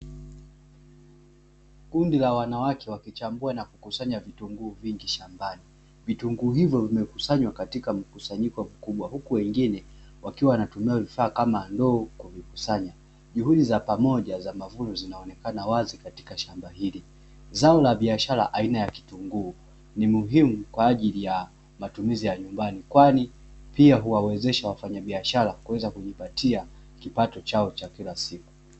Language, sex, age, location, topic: Swahili, male, 18-24, Dar es Salaam, agriculture